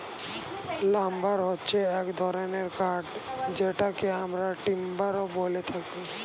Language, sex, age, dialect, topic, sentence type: Bengali, male, 18-24, Standard Colloquial, agriculture, statement